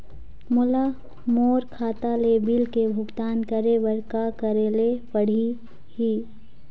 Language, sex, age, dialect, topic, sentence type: Chhattisgarhi, female, 25-30, Eastern, banking, question